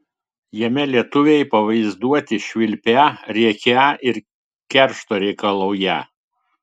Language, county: Lithuanian, Telšiai